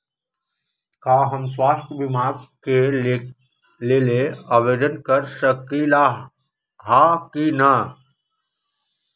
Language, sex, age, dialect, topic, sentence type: Magahi, male, 18-24, Western, banking, question